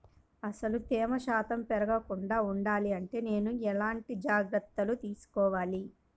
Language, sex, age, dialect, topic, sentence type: Telugu, male, 25-30, Central/Coastal, agriculture, question